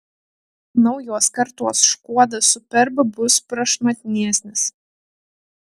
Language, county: Lithuanian, Telšiai